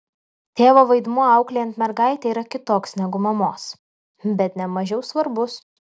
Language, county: Lithuanian, Alytus